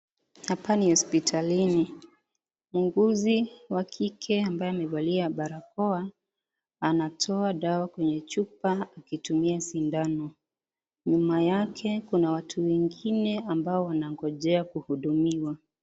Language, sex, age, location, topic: Swahili, female, 25-35, Kisii, health